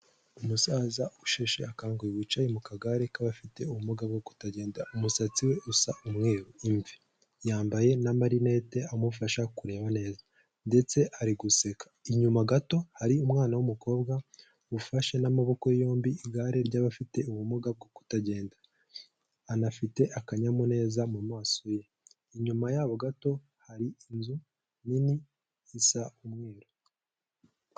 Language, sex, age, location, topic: Kinyarwanda, male, 18-24, Kigali, health